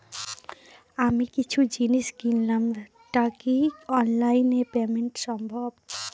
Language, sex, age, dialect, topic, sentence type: Bengali, female, 18-24, Northern/Varendri, banking, question